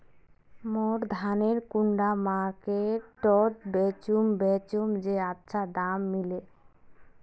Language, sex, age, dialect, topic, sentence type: Magahi, female, 18-24, Northeastern/Surjapuri, agriculture, question